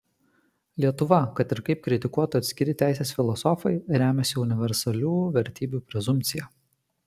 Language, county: Lithuanian, Kaunas